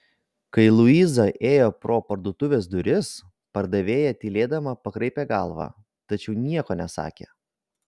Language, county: Lithuanian, Vilnius